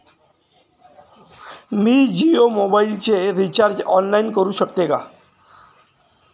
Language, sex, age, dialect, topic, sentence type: Marathi, male, 36-40, Standard Marathi, banking, question